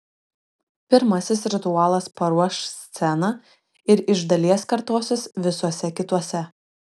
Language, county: Lithuanian, Šiauliai